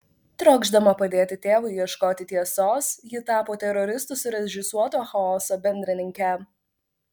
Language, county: Lithuanian, Vilnius